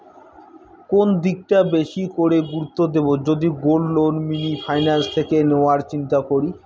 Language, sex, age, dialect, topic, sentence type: Bengali, male, 18-24, Rajbangshi, banking, question